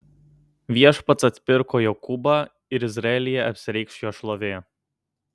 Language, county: Lithuanian, Kaunas